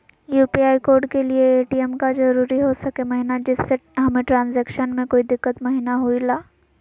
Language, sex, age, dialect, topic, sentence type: Magahi, female, 18-24, Southern, banking, question